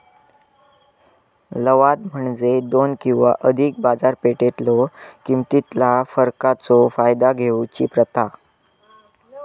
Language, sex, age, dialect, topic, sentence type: Marathi, male, 25-30, Southern Konkan, banking, statement